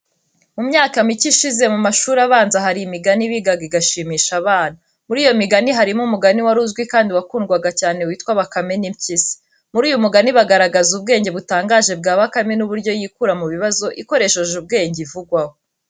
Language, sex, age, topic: Kinyarwanda, female, 18-24, education